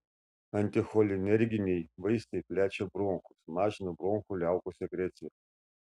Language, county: Lithuanian, Šiauliai